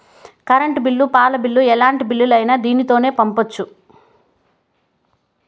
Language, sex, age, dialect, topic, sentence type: Telugu, female, 31-35, Southern, banking, statement